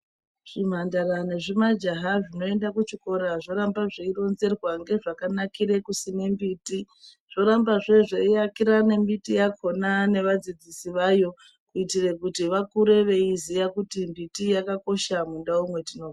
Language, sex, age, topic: Ndau, female, 36-49, education